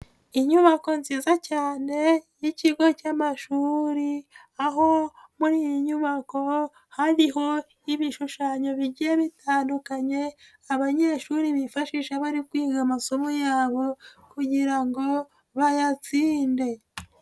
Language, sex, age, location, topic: Kinyarwanda, female, 25-35, Nyagatare, education